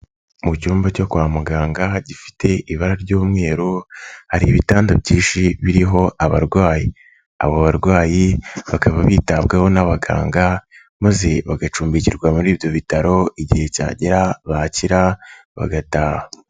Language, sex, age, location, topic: Kinyarwanda, male, 25-35, Nyagatare, health